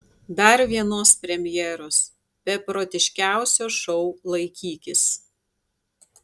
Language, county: Lithuanian, Tauragė